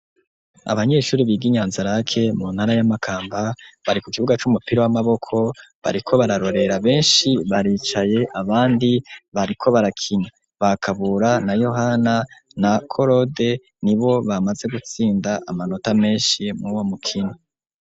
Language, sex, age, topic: Rundi, male, 25-35, education